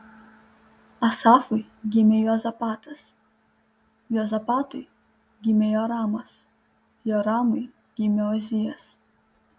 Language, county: Lithuanian, Panevėžys